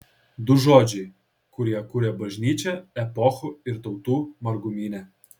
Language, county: Lithuanian, Kaunas